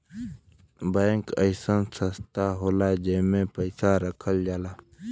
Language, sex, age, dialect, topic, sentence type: Bhojpuri, male, 18-24, Western, banking, statement